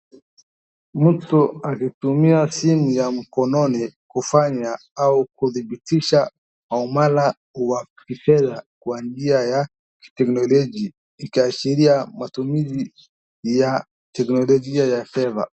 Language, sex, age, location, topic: Swahili, male, 18-24, Wajir, finance